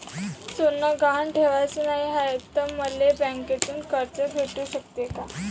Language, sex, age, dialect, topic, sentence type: Marathi, female, 18-24, Varhadi, banking, question